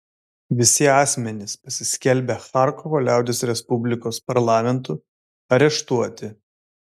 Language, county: Lithuanian, Vilnius